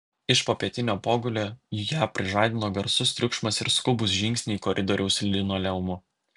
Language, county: Lithuanian, Vilnius